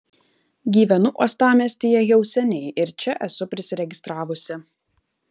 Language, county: Lithuanian, Kaunas